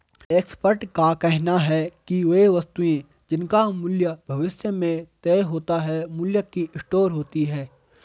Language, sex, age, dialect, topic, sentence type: Hindi, male, 18-24, Garhwali, banking, statement